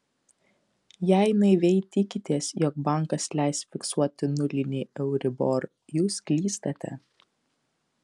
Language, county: Lithuanian, Kaunas